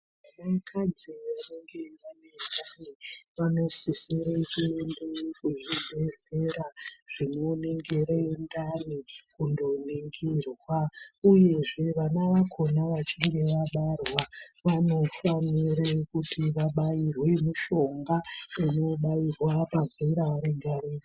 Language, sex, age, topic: Ndau, female, 25-35, health